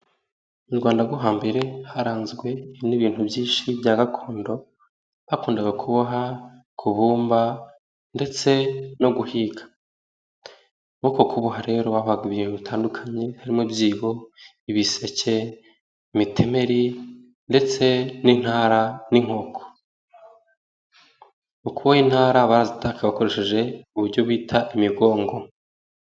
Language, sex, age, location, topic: Kinyarwanda, male, 18-24, Nyagatare, government